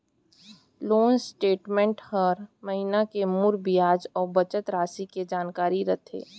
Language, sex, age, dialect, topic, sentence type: Chhattisgarhi, female, 18-24, Central, banking, statement